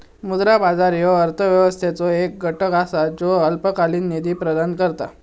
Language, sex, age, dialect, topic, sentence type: Marathi, male, 56-60, Southern Konkan, banking, statement